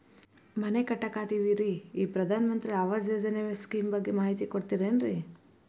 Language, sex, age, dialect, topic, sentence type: Kannada, female, 25-30, Dharwad Kannada, banking, question